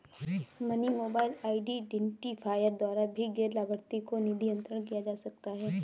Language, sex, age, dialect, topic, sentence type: Hindi, female, 18-24, Kanauji Braj Bhasha, banking, statement